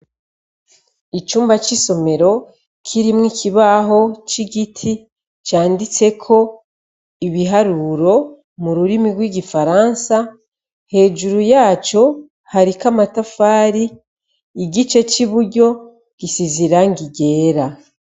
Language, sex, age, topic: Rundi, female, 36-49, education